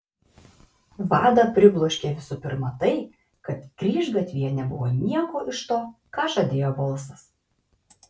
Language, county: Lithuanian, Kaunas